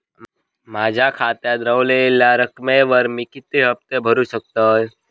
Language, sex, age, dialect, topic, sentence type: Marathi, male, 18-24, Southern Konkan, banking, question